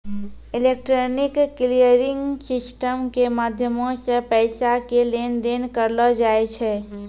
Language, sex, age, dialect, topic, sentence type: Maithili, female, 18-24, Angika, banking, statement